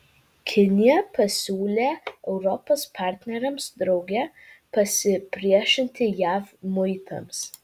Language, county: Lithuanian, Vilnius